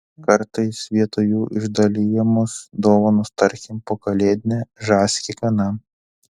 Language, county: Lithuanian, Telšiai